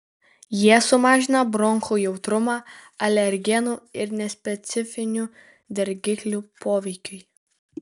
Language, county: Lithuanian, Kaunas